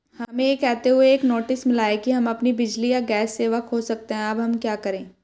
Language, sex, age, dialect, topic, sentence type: Hindi, female, 18-24, Hindustani Malvi Khadi Boli, banking, question